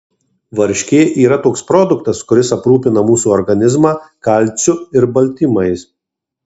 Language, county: Lithuanian, Marijampolė